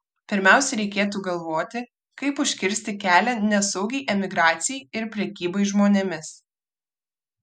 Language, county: Lithuanian, Vilnius